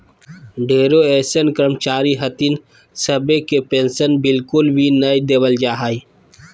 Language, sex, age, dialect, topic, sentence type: Magahi, male, 31-35, Southern, banking, statement